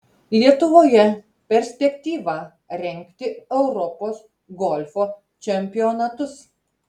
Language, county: Lithuanian, Telšiai